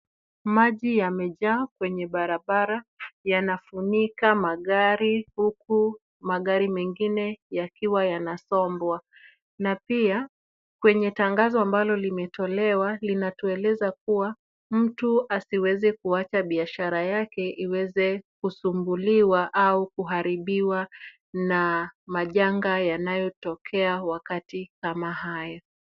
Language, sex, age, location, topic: Swahili, female, 25-35, Kisumu, finance